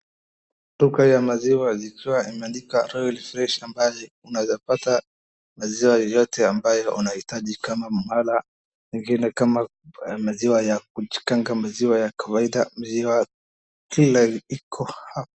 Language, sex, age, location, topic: Swahili, male, 18-24, Wajir, finance